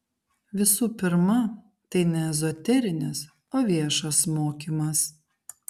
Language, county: Lithuanian, Kaunas